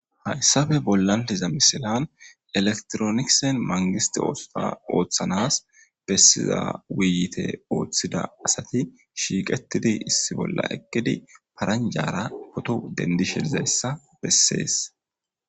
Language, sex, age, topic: Gamo, male, 18-24, government